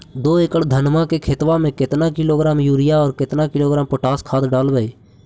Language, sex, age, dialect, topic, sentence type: Magahi, male, 18-24, Central/Standard, agriculture, question